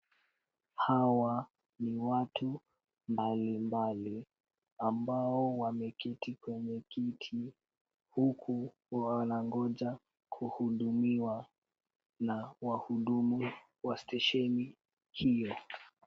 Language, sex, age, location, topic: Swahili, female, 36-49, Kisumu, government